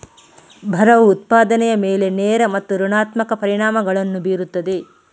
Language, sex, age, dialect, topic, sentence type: Kannada, female, 18-24, Coastal/Dakshin, agriculture, statement